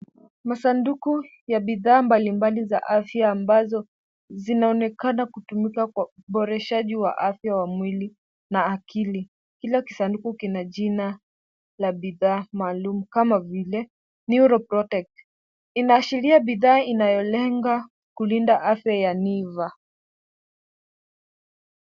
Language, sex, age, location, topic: Swahili, female, 18-24, Kisumu, health